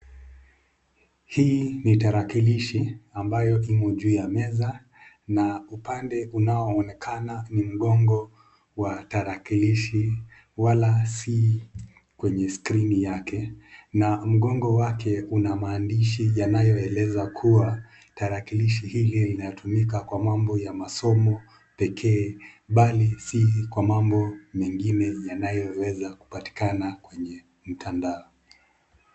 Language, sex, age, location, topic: Swahili, male, 25-35, Nakuru, education